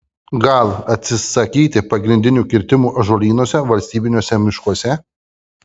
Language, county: Lithuanian, Kaunas